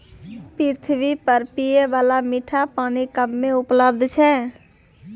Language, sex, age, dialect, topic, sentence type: Maithili, female, 18-24, Angika, agriculture, statement